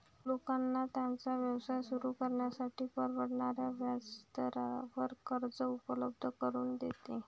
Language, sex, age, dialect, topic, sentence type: Marathi, female, 18-24, Varhadi, banking, statement